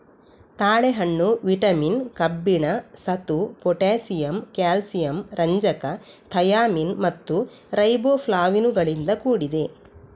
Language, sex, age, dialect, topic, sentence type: Kannada, female, 25-30, Coastal/Dakshin, agriculture, statement